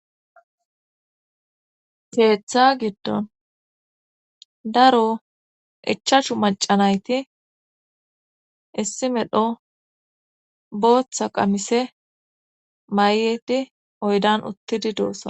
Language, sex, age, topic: Gamo, female, 18-24, government